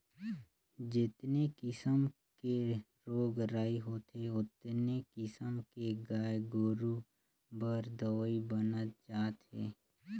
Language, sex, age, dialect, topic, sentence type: Chhattisgarhi, male, 25-30, Northern/Bhandar, agriculture, statement